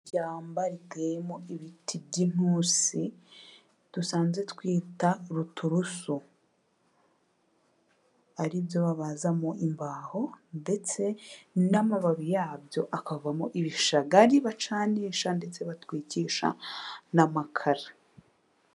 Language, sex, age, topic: Kinyarwanda, female, 18-24, agriculture